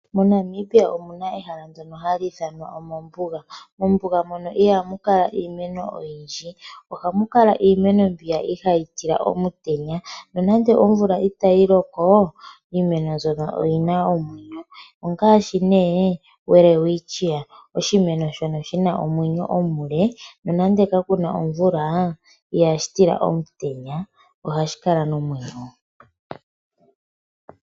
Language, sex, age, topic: Oshiwambo, male, 25-35, agriculture